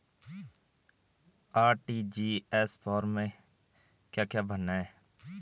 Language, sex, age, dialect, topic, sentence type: Hindi, male, 18-24, Garhwali, banking, question